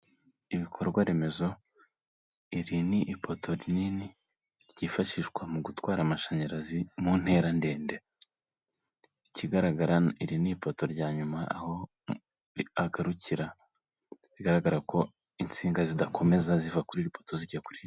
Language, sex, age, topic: Kinyarwanda, male, 18-24, government